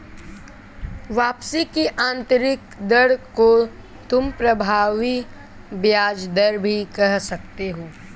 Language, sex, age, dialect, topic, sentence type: Hindi, male, 18-24, Kanauji Braj Bhasha, banking, statement